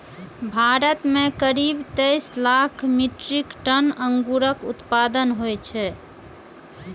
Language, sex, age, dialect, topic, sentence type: Maithili, female, 36-40, Eastern / Thethi, agriculture, statement